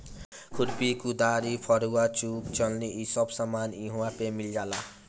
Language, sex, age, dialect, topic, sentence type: Bhojpuri, male, 18-24, Northern, agriculture, statement